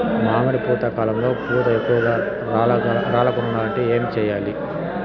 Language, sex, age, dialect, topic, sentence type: Telugu, male, 36-40, Southern, agriculture, question